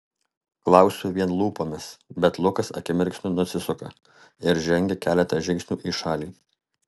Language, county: Lithuanian, Alytus